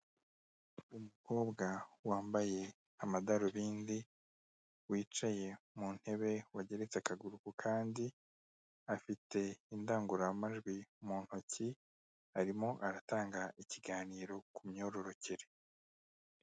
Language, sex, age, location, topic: Kinyarwanda, male, 36-49, Kigali, health